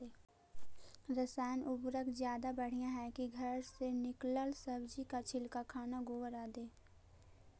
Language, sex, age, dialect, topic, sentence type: Magahi, female, 18-24, Central/Standard, agriculture, question